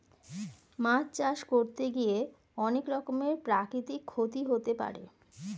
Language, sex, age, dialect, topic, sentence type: Bengali, female, 41-45, Standard Colloquial, agriculture, statement